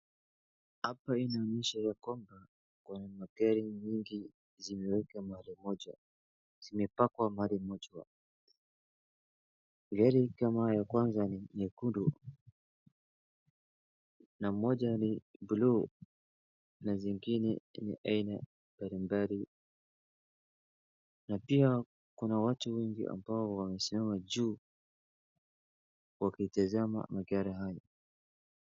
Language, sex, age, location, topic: Swahili, male, 18-24, Wajir, finance